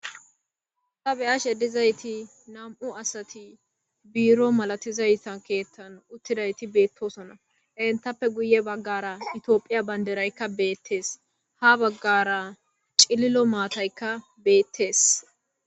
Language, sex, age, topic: Gamo, female, 18-24, government